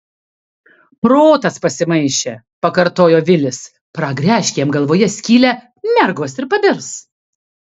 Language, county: Lithuanian, Kaunas